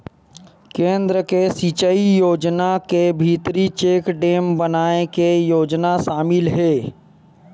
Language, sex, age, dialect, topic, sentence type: Chhattisgarhi, male, 25-30, Western/Budati/Khatahi, agriculture, statement